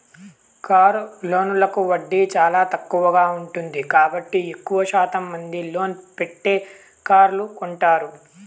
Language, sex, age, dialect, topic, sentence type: Telugu, male, 18-24, Southern, banking, statement